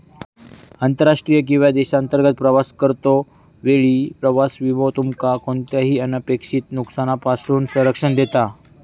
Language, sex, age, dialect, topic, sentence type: Marathi, male, 18-24, Southern Konkan, banking, statement